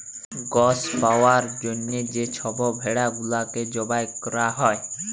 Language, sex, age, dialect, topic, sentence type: Bengali, male, 18-24, Jharkhandi, agriculture, statement